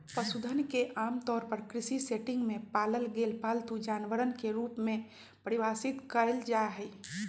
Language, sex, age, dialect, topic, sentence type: Magahi, male, 18-24, Western, agriculture, statement